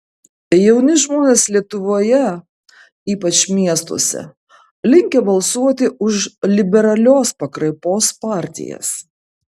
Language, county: Lithuanian, Kaunas